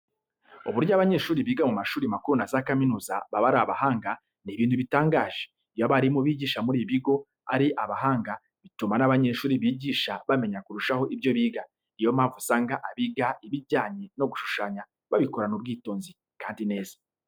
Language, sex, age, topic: Kinyarwanda, male, 25-35, education